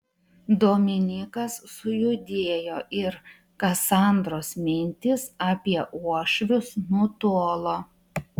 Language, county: Lithuanian, Utena